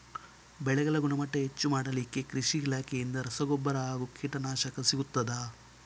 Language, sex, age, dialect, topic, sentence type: Kannada, male, 18-24, Coastal/Dakshin, agriculture, question